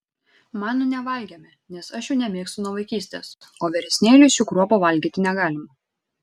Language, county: Lithuanian, Šiauliai